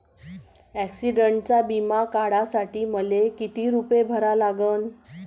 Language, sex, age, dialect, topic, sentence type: Marathi, female, 41-45, Varhadi, banking, question